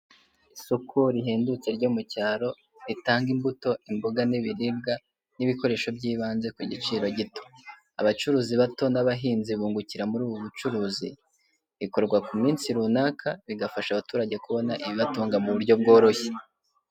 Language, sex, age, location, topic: Kinyarwanda, male, 18-24, Kigali, finance